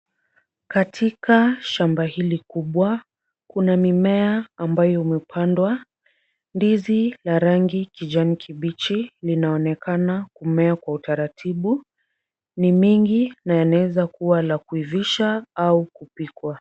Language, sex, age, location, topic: Swahili, female, 50+, Kisumu, agriculture